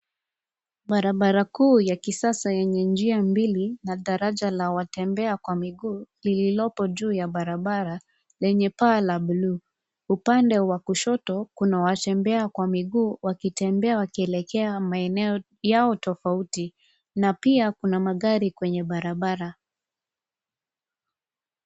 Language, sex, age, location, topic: Swahili, female, 25-35, Nairobi, government